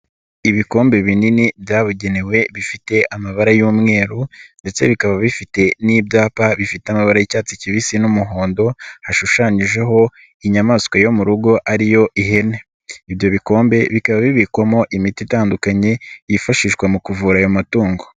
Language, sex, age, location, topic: Kinyarwanda, male, 25-35, Nyagatare, health